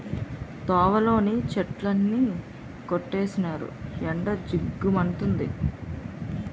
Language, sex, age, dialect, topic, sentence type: Telugu, female, 25-30, Utterandhra, agriculture, statement